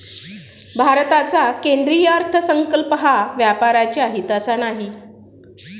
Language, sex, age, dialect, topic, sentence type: Marathi, female, 36-40, Standard Marathi, banking, statement